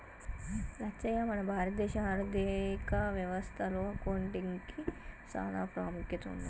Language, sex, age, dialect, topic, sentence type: Telugu, female, 25-30, Telangana, banking, statement